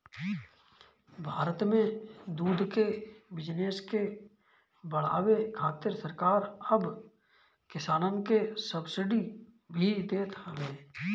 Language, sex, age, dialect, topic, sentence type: Bhojpuri, male, 25-30, Northern, agriculture, statement